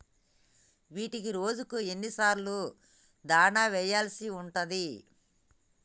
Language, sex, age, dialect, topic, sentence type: Telugu, female, 25-30, Telangana, agriculture, question